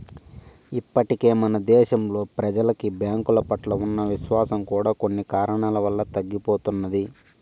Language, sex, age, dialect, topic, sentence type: Telugu, male, 18-24, Southern, banking, statement